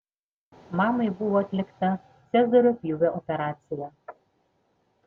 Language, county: Lithuanian, Panevėžys